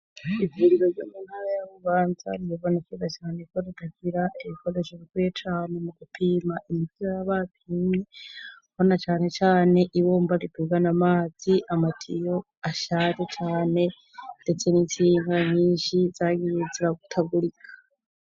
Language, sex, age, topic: Rundi, female, 25-35, education